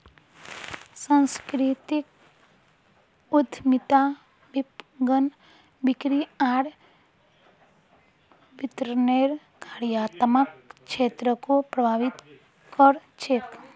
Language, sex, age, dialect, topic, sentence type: Magahi, female, 25-30, Northeastern/Surjapuri, banking, statement